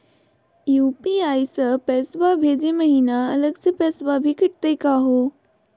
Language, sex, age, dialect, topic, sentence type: Magahi, female, 60-100, Southern, banking, question